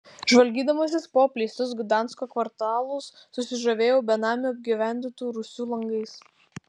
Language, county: Lithuanian, Vilnius